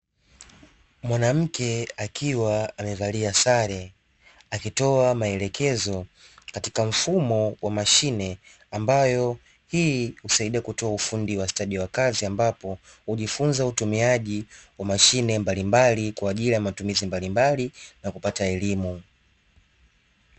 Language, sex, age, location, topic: Swahili, male, 25-35, Dar es Salaam, education